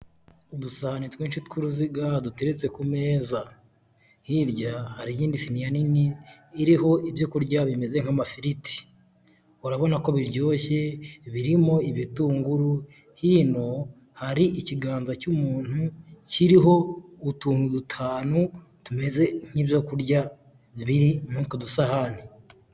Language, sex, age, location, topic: Kinyarwanda, female, 18-24, Huye, health